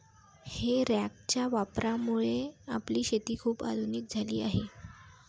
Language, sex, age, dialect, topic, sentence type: Marathi, female, 18-24, Varhadi, agriculture, statement